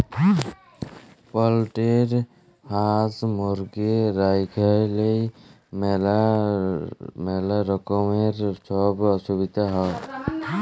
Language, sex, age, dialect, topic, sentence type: Bengali, male, 18-24, Jharkhandi, agriculture, statement